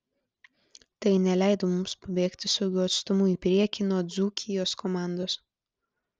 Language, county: Lithuanian, Klaipėda